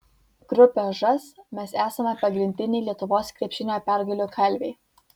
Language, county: Lithuanian, Vilnius